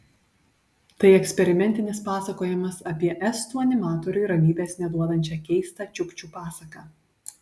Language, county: Lithuanian, Panevėžys